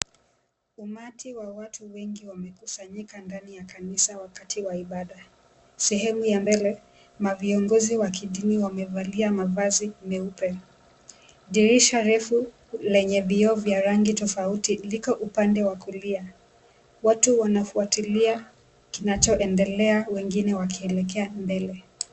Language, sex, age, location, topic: Swahili, female, 25-35, Mombasa, government